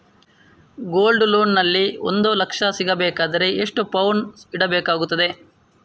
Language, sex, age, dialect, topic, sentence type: Kannada, male, 18-24, Coastal/Dakshin, banking, question